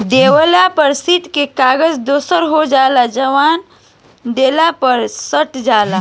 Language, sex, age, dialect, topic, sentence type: Bhojpuri, female, <18, Southern / Standard, agriculture, statement